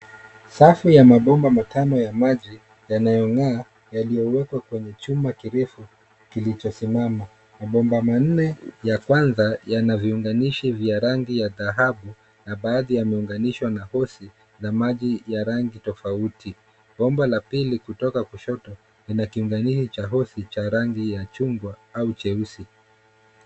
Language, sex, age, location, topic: Swahili, male, 18-24, Nairobi, government